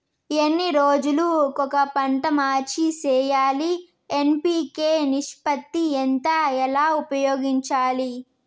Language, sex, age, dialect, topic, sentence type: Telugu, female, 18-24, Southern, agriculture, question